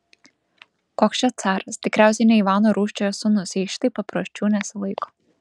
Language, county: Lithuanian, Vilnius